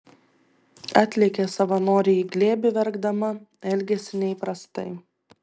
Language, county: Lithuanian, Tauragė